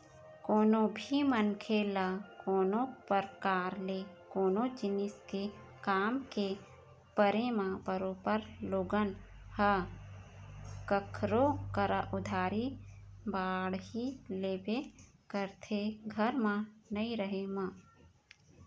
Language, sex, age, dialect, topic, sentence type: Chhattisgarhi, female, 31-35, Eastern, banking, statement